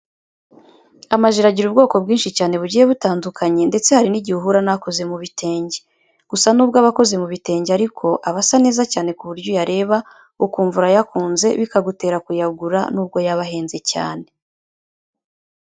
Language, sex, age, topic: Kinyarwanda, female, 25-35, education